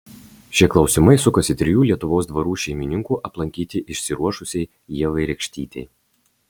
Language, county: Lithuanian, Marijampolė